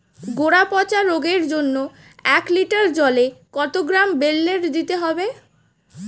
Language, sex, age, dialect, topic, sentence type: Bengali, female, 18-24, Standard Colloquial, agriculture, question